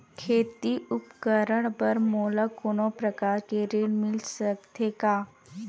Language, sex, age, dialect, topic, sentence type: Chhattisgarhi, female, 25-30, Western/Budati/Khatahi, banking, question